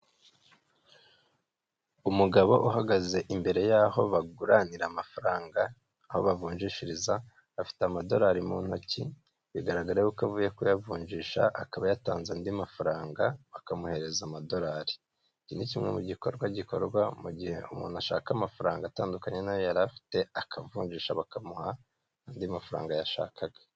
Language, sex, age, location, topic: Kinyarwanda, male, 25-35, Kigali, finance